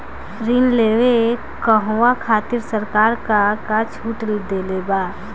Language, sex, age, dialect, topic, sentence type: Bhojpuri, female, 18-24, Northern, banking, question